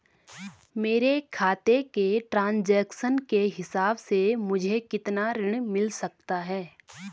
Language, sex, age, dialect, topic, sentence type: Hindi, female, 25-30, Garhwali, banking, question